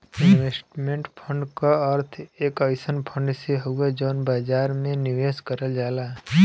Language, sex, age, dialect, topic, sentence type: Bhojpuri, male, 25-30, Western, banking, statement